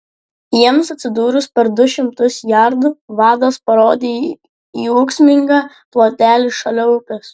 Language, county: Lithuanian, Klaipėda